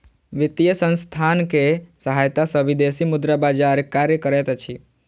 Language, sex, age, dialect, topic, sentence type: Maithili, male, 18-24, Southern/Standard, banking, statement